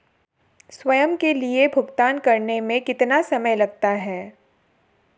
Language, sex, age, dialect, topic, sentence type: Hindi, female, 18-24, Marwari Dhudhari, banking, question